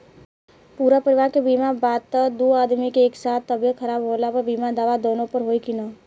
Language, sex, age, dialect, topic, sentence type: Bhojpuri, female, 18-24, Southern / Standard, banking, question